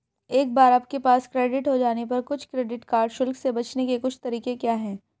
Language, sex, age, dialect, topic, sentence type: Hindi, male, 18-24, Hindustani Malvi Khadi Boli, banking, question